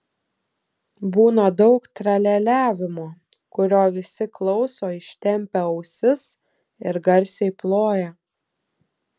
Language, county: Lithuanian, Telšiai